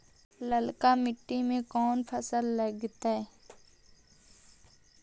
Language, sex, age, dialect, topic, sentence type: Magahi, male, 18-24, Central/Standard, agriculture, question